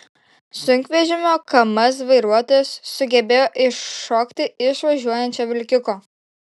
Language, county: Lithuanian, Šiauliai